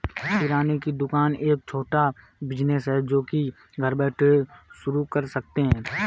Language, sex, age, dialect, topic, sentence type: Hindi, male, 18-24, Awadhi Bundeli, banking, statement